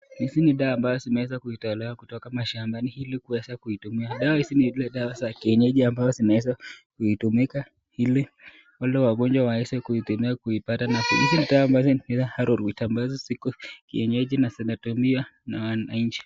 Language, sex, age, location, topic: Swahili, male, 18-24, Nakuru, health